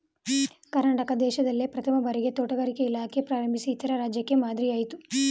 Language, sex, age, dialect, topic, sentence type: Kannada, female, 18-24, Mysore Kannada, agriculture, statement